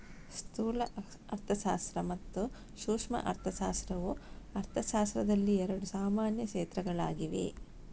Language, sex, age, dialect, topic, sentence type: Kannada, female, 60-100, Coastal/Dakshin, banking, statement